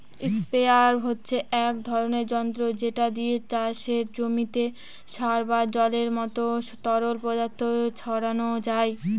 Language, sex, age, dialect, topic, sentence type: Bengali, female, 60-100, Northern/Varendri, agriculture, statement